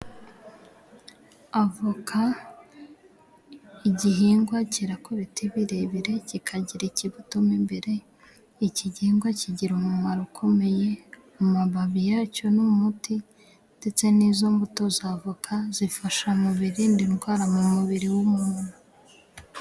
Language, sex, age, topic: Kinyarwanda, female, 18-24, agriculture